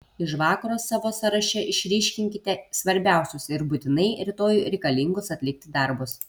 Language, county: Lithuanian, Kaunas